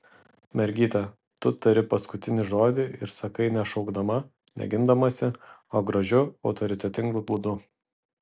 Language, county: Lithuanian, Vilnius